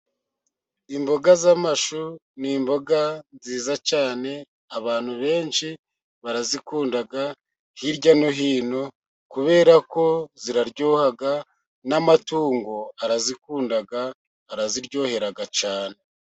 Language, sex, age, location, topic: Kinyarwanda, male, 50+, Musanze, agriculture